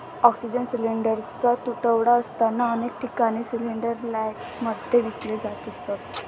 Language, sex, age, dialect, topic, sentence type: Marathi, male, 18-24, Standard Marathi, banking, statement